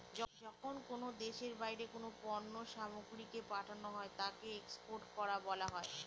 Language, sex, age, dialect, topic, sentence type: Bengali, female, 18-24, Northern/Varendri, banking, statement